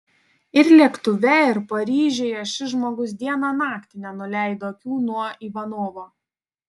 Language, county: Lithuanian, Panevėžys